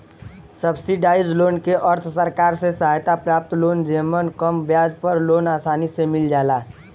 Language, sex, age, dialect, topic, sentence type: Bhojpuri, male, 18-24, Western, banking, statement